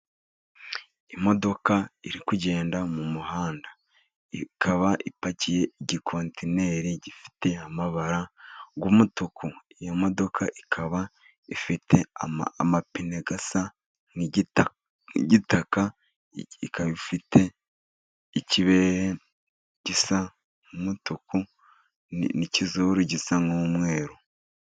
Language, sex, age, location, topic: Kinyarwanda, male, 36-49, Musanze, government